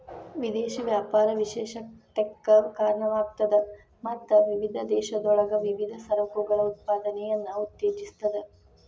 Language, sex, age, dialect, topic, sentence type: Kannada, female, 25-30, Dharwad Kannada, banking, statement